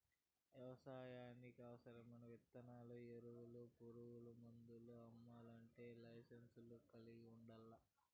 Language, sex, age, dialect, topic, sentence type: Telugu, male, 46-50, Southern, agriculture, statement